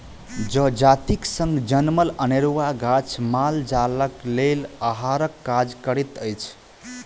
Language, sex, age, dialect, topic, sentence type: Maithili, male, 25-30, Southern/Standard, agriculture, statement